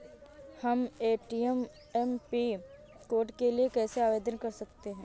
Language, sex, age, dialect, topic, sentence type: Hindi, female, 31-35, Awadhi Bundeli, banking, question